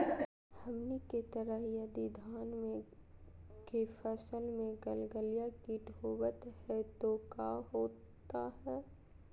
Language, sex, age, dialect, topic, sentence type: Magahi, female, 18-24, Southern, agriculture, question